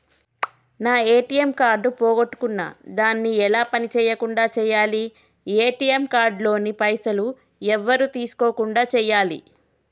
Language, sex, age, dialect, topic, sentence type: Telugu, female, 25-30, Telangana, banking, question